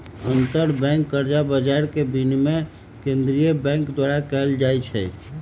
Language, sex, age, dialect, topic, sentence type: Magahi, male, 31-35, Western, banking, statement